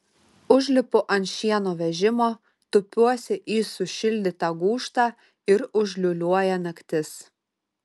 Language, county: Lithuanian, Utena